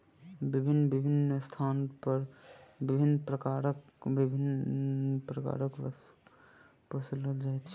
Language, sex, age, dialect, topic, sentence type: Maithili, male, 18-24, Southern/Standard, agriculture, statement